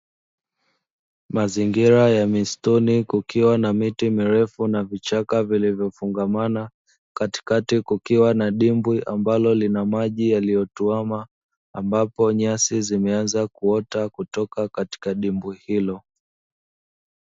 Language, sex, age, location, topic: Swahili, male, 25-35, Dar es Salaam, agriculture